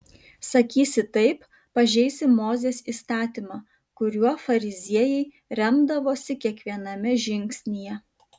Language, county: Lithuanian, Kaunas